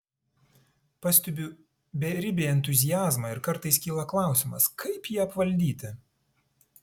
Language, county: Lithuanian, Tauragė